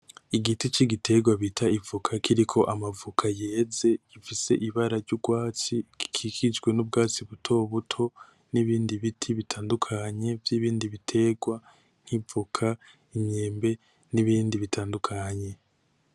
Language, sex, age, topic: Rundi, male, 18-24, agriculture